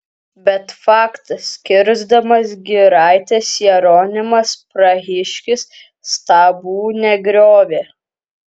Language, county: Lithuanian, Kaunas